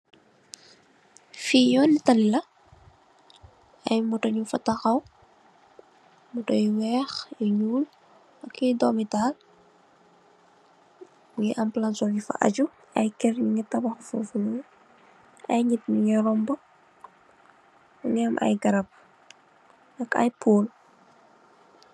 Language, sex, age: Wolof, female, 18-24